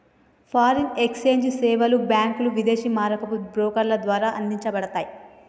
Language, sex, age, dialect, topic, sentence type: Telugu, female, 25-30, Telangana, banking, statement